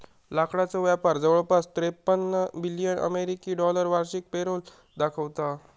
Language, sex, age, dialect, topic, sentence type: Marathi, male, 18-24, Southern Konkan, agriculture, statement